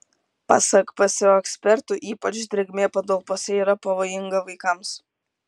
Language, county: Lithuanian, Kaunas